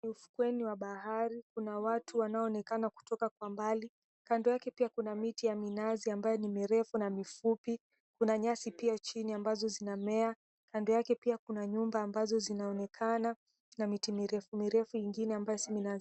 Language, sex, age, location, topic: Swahili, female, 18-24, Mombasa, agriculture